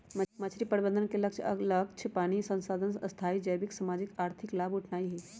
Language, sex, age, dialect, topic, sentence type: Magahi, female, 31-35, Western, agriculture, statement